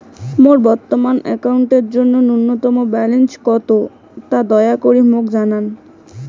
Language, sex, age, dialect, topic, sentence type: Bengali, female, 18-24, Rajbangshi, banking, statement